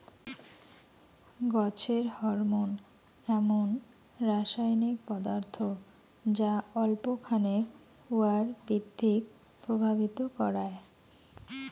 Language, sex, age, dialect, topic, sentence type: Bengali, female, 18-24, Rajbangshi, agriculture, statement